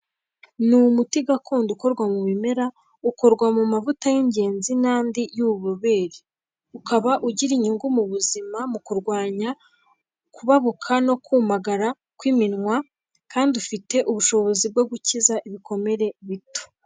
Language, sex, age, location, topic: Kinyarwanda, female, 18-24, Kigali, health